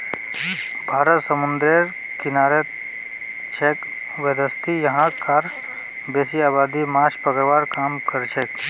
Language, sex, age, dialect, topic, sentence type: Magahi, male, 25-30, Northeastern/Surjapuri, agriculture, statement